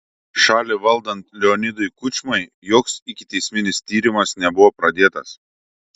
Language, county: Lithuanian, Šiauliai